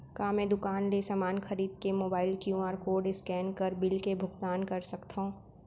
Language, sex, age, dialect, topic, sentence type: Chhattisgarhi, female, 18-24, Central, banking, question